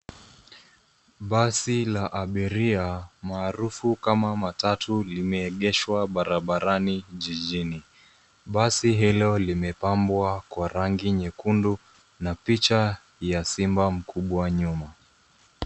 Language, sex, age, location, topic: Swahili, female, 36-49, Nairobi, government